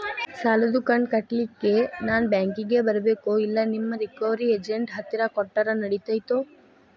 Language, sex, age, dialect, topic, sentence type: Kannada, female, 18-24, Dharwad Kannada, banking, question